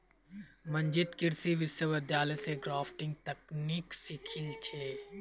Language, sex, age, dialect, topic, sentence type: Magahi, male, 18-24, Northeastern/Surjapuri, agriculture, statement